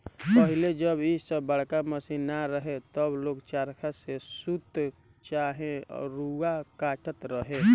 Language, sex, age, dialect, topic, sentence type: Bhojpuri, male, 18-24, Southern / Standard, agriculture, statement